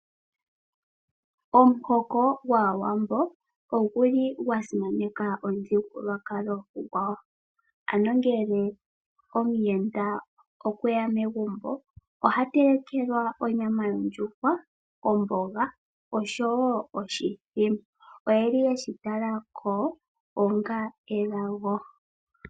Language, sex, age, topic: Oshiwambo, female, 25-35, agriculture